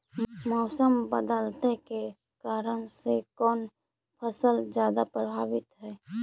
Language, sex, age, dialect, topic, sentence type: Magahi, female, 46-50, Central/Standard, agriculture, question